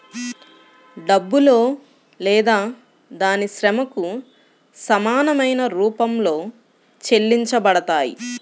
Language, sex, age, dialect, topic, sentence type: Telugu, female, 25-30, Central/Coastal, banking, statement